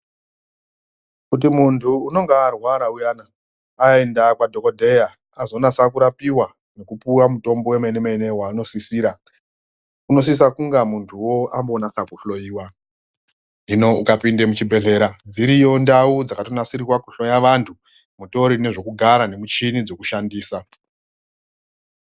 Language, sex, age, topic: Ndau, female, 25-35, health